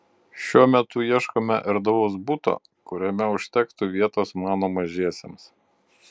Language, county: Lithuanian, Utena